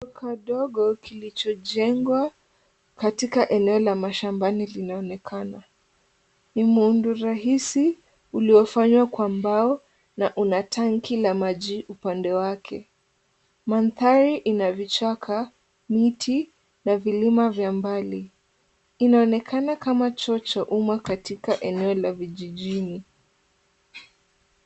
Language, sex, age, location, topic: Swahili, female, 18-24, Kisumu, health